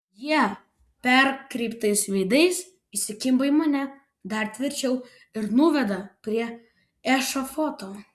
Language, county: Lithuanian, Vilnius